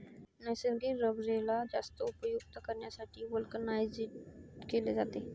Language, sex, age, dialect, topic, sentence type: Marathi, female, 18-24, Varhadi, agriculture, statement